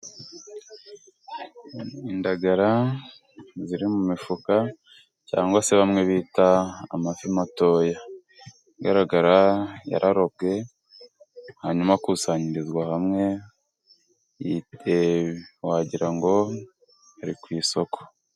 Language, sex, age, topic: Kinyarwanda, female, 18-24, agriculture